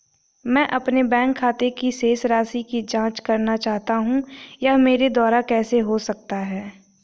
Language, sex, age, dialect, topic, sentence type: Hindi, female, 18-24, Awadhi Bundeli, banking, question